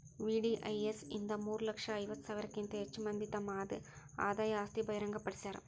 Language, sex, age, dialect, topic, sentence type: Kannada, female, 25-30, Dharwad Kannada, banking, statement